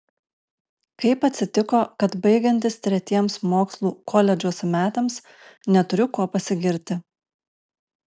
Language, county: Lithuanian, Alytus